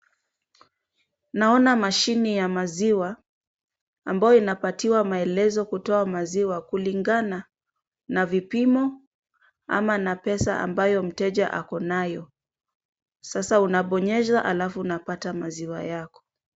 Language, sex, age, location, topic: Swahili, female, 25-35, Kisumu, finance